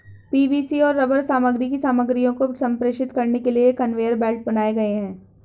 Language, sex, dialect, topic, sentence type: Hindi, female, Hindustani Malvi Khadi Boli, agriculture, statement